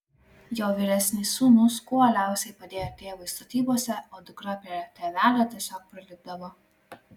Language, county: Lithuanian, Klaipėda